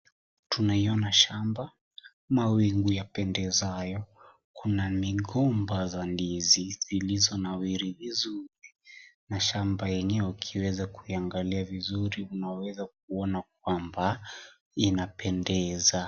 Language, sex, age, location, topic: Swahili, male, 18-24, Kisii, agriculture